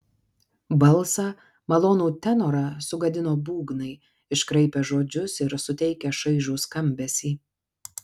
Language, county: Lithuanian, Kaunas